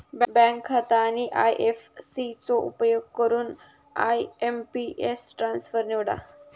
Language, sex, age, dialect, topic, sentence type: Marathi, female, 51-55, Southern Konkan, banking, statement